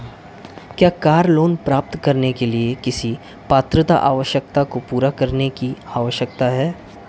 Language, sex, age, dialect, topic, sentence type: Hindi, male, 25-30, Marwari Dhudhari, banking, question